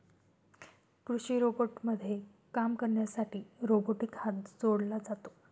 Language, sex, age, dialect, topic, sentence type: Marathi, female, 31-35, Standard Marathi, agriculture, statement